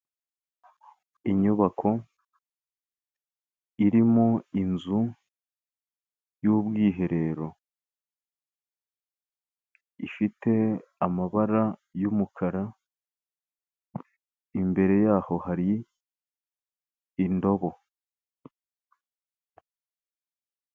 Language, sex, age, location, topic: Kinyarwanda, male, 18-24, Kigali, government